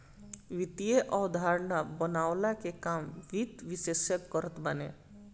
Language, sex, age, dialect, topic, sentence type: Bhojpuri, male, 25-30, Northern, banking, statement